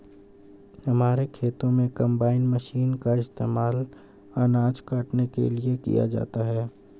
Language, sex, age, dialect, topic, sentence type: Hindi, male, 18-24, Hindustani Malvi Khadi Boli, agriculture, statement